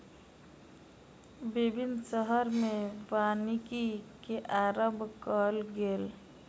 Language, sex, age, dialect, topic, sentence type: Maithili, female, 18-24, Southern/Standard, agriculture, statement